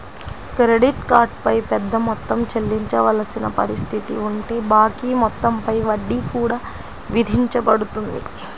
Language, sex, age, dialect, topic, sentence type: Telugu, female, 25-30, Central/Coastal, banking, statement